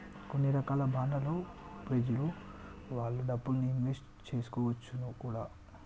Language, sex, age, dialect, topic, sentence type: Telugu, male, 18-24, Telangana, banking, statement